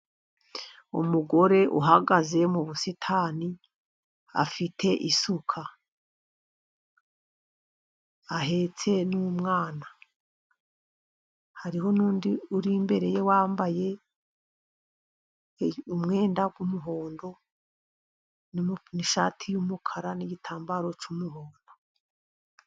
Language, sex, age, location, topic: Kinyarwanda, female, 50+, Musanze, agriculture